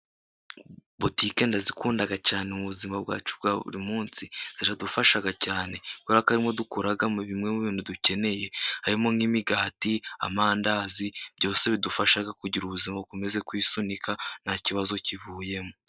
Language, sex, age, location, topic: Kinyarwanda, male, 18-24, Musanze, finance